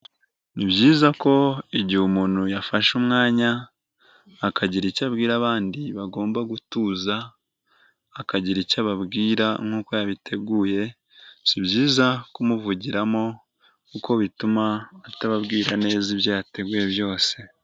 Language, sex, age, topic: Kinyarwanda, male, 18-24, health